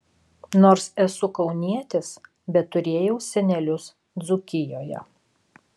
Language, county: Lithuanian, Alytus